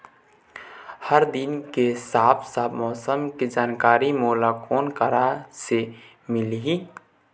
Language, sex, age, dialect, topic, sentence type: Chhattisgarhi, male, 18-24, Eastern, agriculture, question